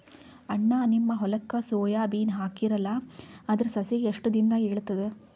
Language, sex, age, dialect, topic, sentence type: Kannada, female, 46-50, Northeastern, agriculture, question